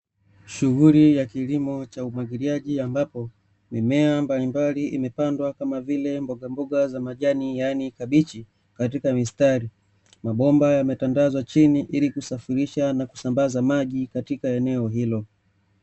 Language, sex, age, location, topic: Swahili, male, 25-35, Dar es Salaam, agriculture